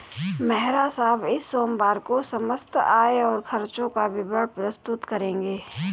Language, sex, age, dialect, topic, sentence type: Hindi, female, 18-24, Marwari Dhudhari, banking, statement